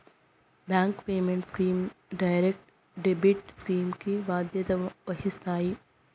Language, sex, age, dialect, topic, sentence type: Telugu, female, 56-60, Southern, banking, statement